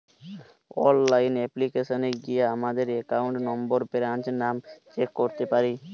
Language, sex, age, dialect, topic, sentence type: Bengali, male, 18-24, Western, banking, statement